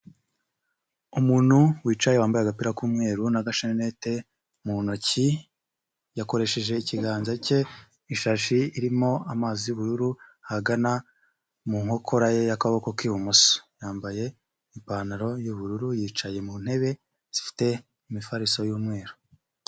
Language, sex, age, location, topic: Kinyarwanda, male, 25-35, Huye, health